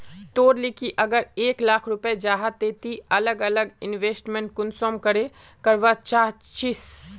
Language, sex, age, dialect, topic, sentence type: Magahi, male, 18-24, Northeastern/Surjapuri, banking, question